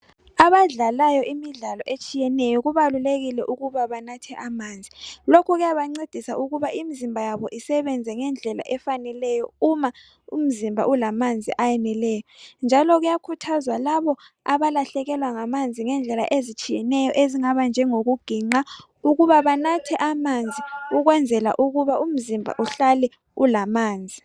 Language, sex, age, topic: North Ndebele, female, 25-35, health